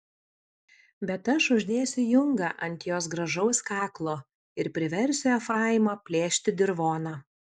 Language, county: Lithuanian, Alytus